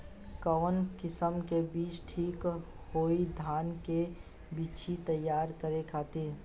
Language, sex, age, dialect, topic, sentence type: Bhojpuri, male, 18-24, Southern / Standard, agriculture, question